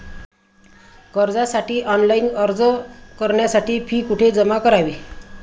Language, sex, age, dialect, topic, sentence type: Marathi, female, 56-60, Standard Marathi, banking, statement